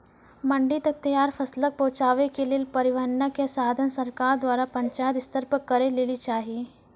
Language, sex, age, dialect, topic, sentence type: Maithili, female, 25-30, Angika, agriculture, question